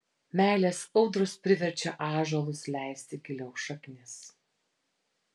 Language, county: Lithuanian, Vilnius